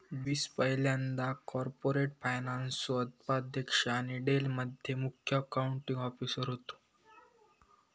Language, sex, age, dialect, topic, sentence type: Marathi, male, 18-24, Southern Konkan, banking, statement